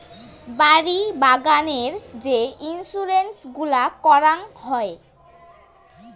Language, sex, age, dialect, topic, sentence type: Bengali, female, 18-24, Rajbangshi, agriculture, statement